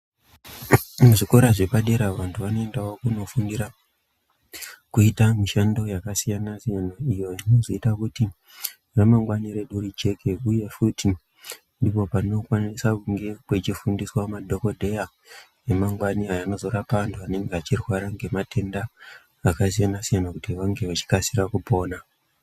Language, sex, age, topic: Ndau, male, 25-35, education